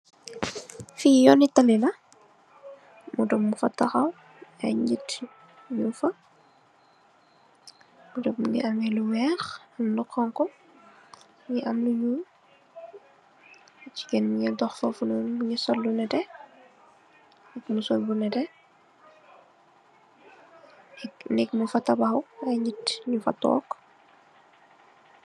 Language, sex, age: Wolof, female, 18-24